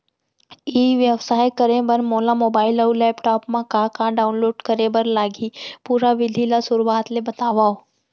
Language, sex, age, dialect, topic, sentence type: Chhattisgarhi, female, 31-35, Central, agriculture, question